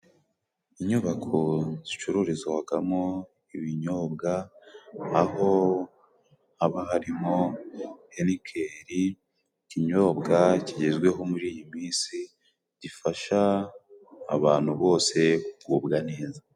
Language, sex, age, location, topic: Kinyarwanda, male, 18-24, Burera, finance